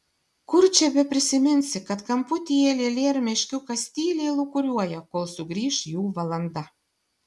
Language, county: Lithuanian, Šiauliai